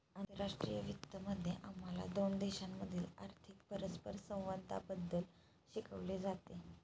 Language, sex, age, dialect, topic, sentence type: Marathi, female, 25-30, Standard Marathi, banking, statement